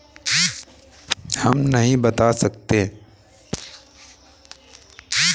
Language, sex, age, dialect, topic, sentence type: Hindi, female, 18-24, Awadhi Bundeli, banking, question